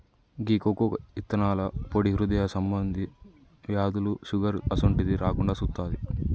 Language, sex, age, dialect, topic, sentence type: Telugu, male, 18-24, Telangana, agriculture, statement